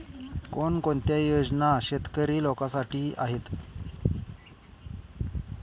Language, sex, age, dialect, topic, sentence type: Marathi, male, 18-24, Standard Marathi, banking, question